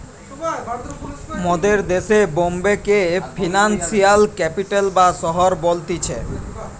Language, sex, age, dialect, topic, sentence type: Bengali, male, 18-24, Western, banking, statement